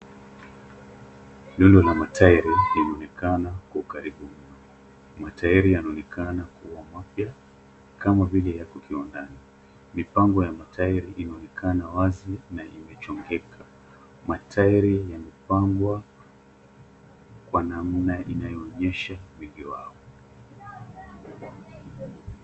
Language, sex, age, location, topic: Swahili, male, 25-35, Nairobi, finance